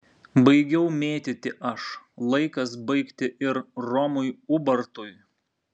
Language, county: Lithuanian, Vilnius